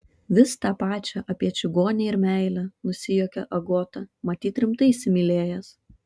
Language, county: Lithuanian, Šiauliai